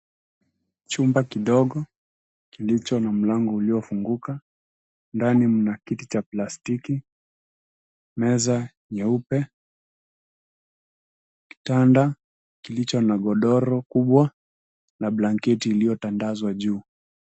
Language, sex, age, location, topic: Swahili, male, 18-24, Nairobi, education